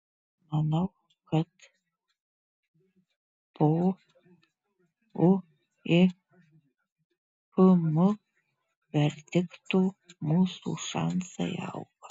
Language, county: Lithuanian, Marijampolė